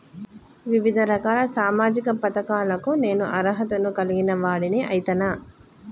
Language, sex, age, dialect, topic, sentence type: Telugu, female, 36-40, Telangana, banking, question